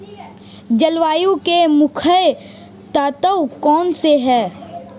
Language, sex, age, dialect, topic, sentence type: Hindi, male, 18-24, Marwari Dhudhari, agriculture, question